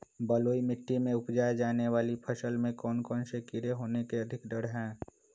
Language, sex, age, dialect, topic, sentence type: Magahi, male, 25-30, Western, agriculture, question